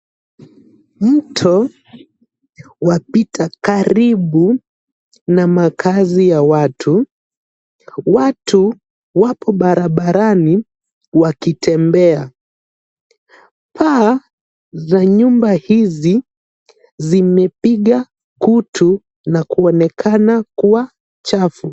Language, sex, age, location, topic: Swahili, male, 18-24, Nairobi, government